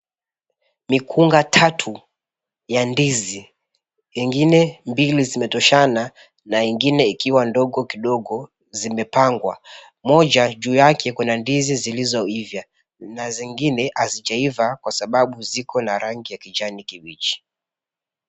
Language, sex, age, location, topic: Swahili, male, 25-35, Mombasa, agriculture